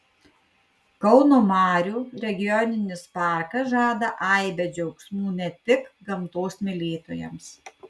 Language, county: Lithuanian, Kaunas